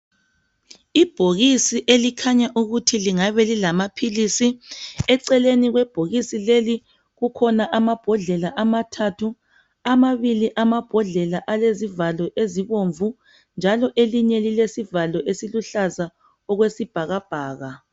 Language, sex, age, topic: North Ndebele, female, 25-35, health